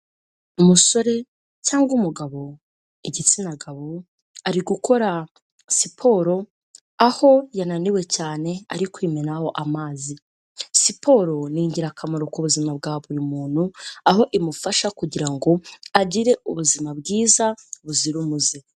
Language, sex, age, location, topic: Kinyarwanda, female, 18-24, Kigali, health